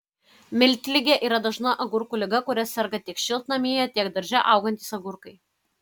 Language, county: Lithuanian, Kaunas